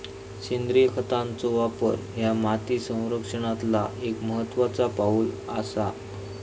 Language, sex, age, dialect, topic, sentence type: Marathi, male, 25-30, Southern Konkan, agriculture, statement